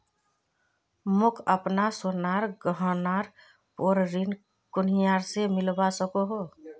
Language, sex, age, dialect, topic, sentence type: Magahi, female, 36-40, Northeastern/Surjapuri, banking, statement